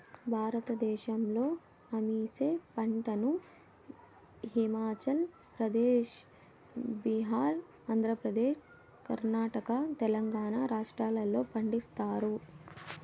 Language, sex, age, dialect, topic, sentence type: Telugu, male, 18-24, Southern, agriculture, statement